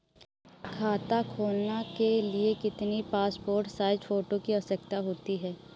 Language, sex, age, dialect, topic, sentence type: Hindi, male, 31-35, Awadhi Bundeli, banking, question